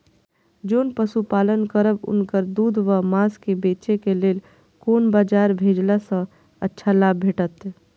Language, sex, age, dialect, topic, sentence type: Maithili, female, 25-30, Eastern / Thethi, agriculture, question